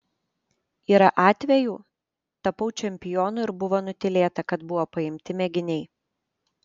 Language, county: Lithuanian, Panevėžys